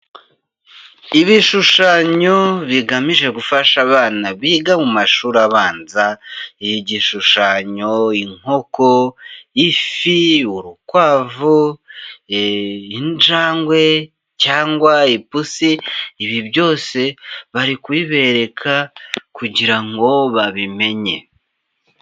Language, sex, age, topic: Kinyarwanda, male, 25-35, education